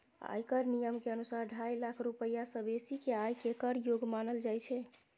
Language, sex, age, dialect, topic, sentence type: Maithili, female, 25-30, Eastern / Thethi, banking, statement